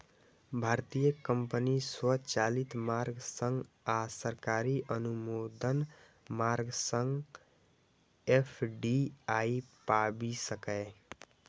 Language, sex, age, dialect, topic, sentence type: Maithili, male, 18-24, Eastern / Thethi, banking, statement